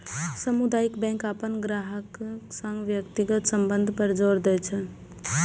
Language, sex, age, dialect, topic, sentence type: Maithili, female, 18-24, Eastern / Thethi, banking, statement